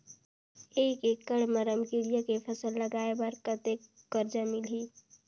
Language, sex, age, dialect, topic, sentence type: Chhattisgarhi, female, 18-24, Northern/Bhandar, agriculture, question